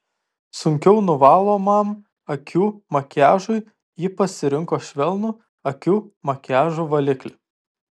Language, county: Lithuanian, Vilnius